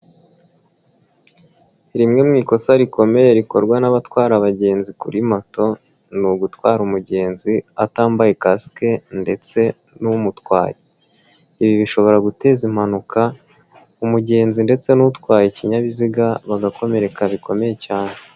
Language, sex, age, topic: Kinyarwanda, male, 25-35, government